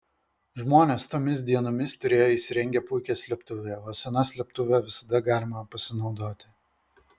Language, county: Lithuanian, Vilnius